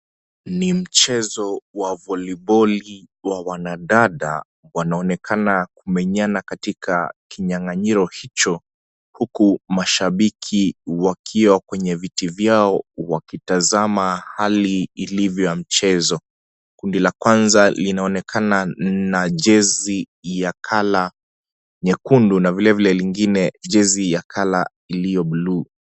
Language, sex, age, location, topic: Swahili, male, 25-35, Kisii, government